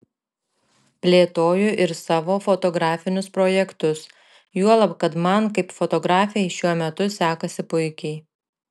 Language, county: Lithuanian, Šiauliai